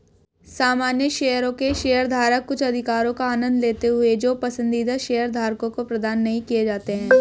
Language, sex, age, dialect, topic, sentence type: Hindi, female, 31-35, Hindustani Malvi Khadi Boli, banking, statement